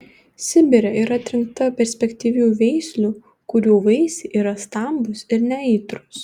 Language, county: Lithuanian, Panevėžys